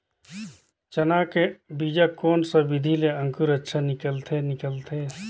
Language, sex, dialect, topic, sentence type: Chhattisgarhi, male, Northern/Bhandar, agriculture, question